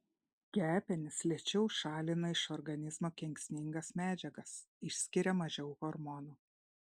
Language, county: Lithuanian, Šiauliai